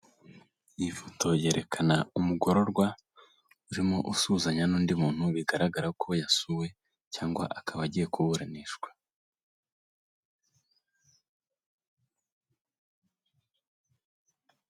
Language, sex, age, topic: Kinyarwanda, male, 18-24, government